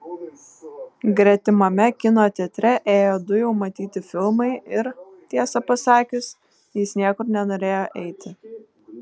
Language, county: Lithuanian, Vilnius